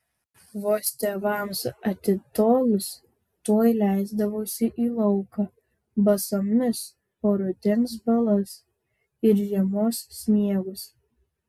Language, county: Lithuanian, Vilnius